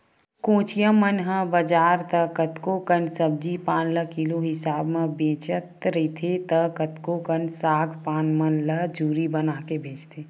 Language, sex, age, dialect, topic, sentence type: Chhattisgarhi, female, 18-24, Western/Budati/Khatahi, agriculture, statement